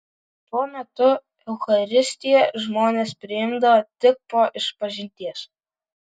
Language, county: Lithuanian, Vilnius